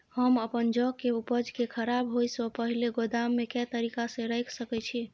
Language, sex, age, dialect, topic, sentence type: Maithili, female, 25-30, Bajjika, agriculture, question